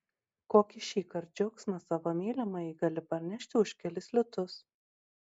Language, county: Lithuanian, Marijampolė